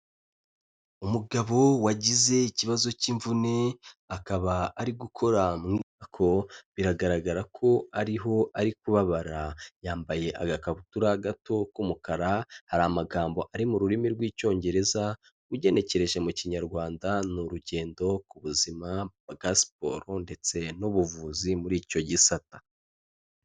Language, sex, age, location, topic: Kinyarwanda, male, 25-35, Kigali, health